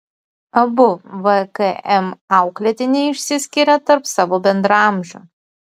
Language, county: Lithuanian, Utena